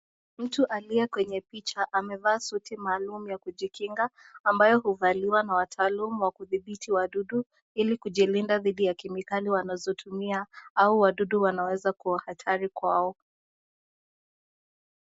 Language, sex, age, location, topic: Swahili, female, 18-24, Nakuru, health